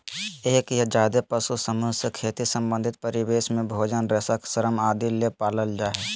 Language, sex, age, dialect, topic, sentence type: Magahi, male, 18-24, Southern, agriculture, statement